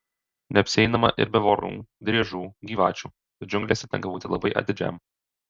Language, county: Lithuanian, Alytus